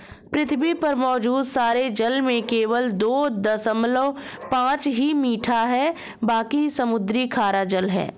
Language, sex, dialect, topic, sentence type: Hindi, female, Marwari Dhudhari, agriculture, statement